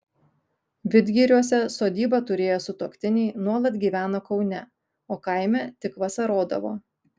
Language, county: Lithuanian, Kaunas